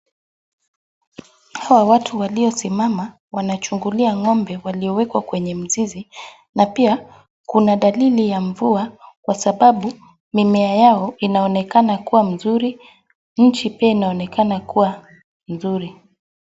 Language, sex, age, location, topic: Swahili, female, 25-35, Wajir, agriculture